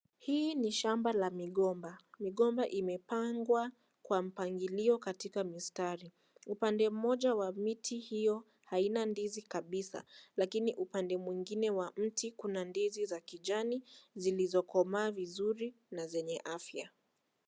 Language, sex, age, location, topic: Swahili, female, 18-24, Kisii, agriculture